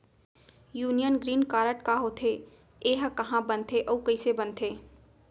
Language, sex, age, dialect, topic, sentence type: Chhattisgarhi, female, 25-30, Central, banking, question